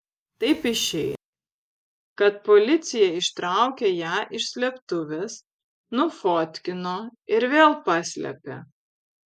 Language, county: Lithuanian, Vilnius